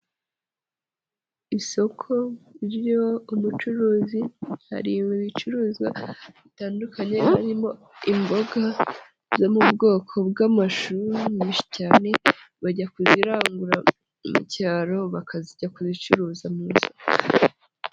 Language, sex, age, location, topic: Kinyarwanda, female, 25-35, Nyagatare, finance